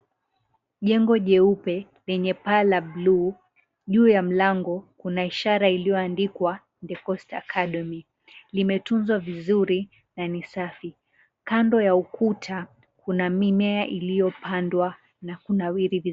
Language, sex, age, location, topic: Swahili, female, 18-24, Mombasa, government